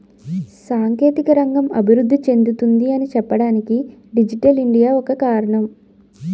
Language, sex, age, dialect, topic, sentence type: Telugu, female, 25-30, Utterandhra, banking, statement